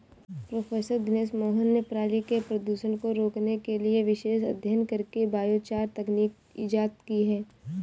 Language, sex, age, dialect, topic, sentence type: Hindi, female, 18-24, Awadhi Bundeli, agriculture, statement